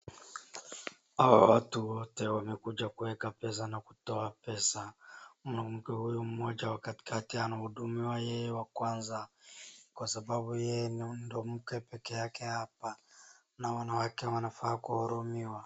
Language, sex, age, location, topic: Swahili, female, 50+, Wajir, finance